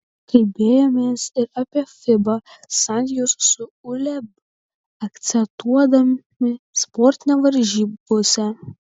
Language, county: Lithuanian, Kaunas